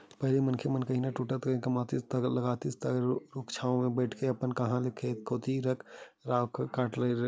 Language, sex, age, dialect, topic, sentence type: Chhattisgarhi, male, 18-24, Western/Budati/Khatahi, agriculture, statement